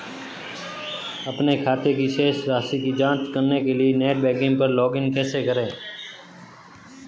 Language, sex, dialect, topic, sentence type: Hindi, male, Marwari Dhudhari, banking, question